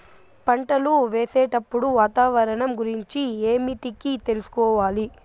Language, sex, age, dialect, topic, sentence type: Telugu, female, 18-24, Southern, agriculture, question